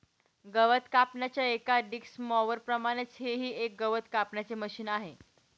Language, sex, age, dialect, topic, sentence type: Marathi, female, 18-24, Northern Konkan, agriculture, statement